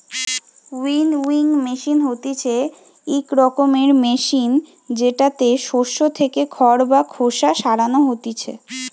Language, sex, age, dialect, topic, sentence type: Bengali, female, 18-24, Western, agriculture, statement